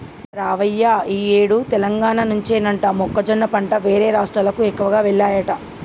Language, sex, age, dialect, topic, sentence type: Telugu, male, 18-24, Telangana, banking, statement